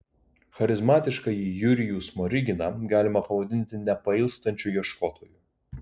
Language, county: Lithuanian, Kaunas